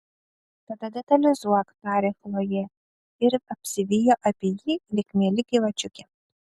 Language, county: Lithuanian, Kaunas